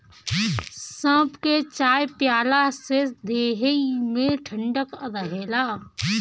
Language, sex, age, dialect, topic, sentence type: Bhojpuri, female, 18-24, Northern, agriculture, statement